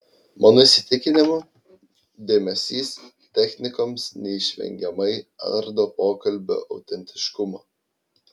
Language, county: Lithuanian, Klaipėda